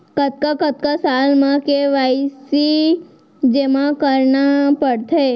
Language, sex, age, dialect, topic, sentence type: Chhattisgarhi, female, 18-24, Central, banking, question